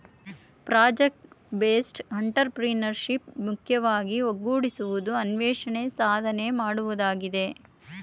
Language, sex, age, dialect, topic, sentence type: Kannada, female, 41-45, Mysore Kannada, banking, statement